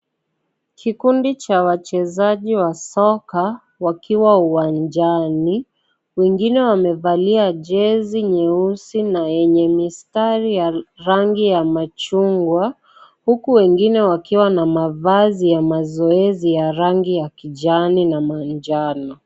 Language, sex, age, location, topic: Swahili, female, 25-35, Kisii, government